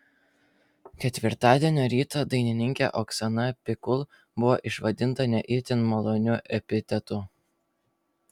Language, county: Lithuanian, Vilnius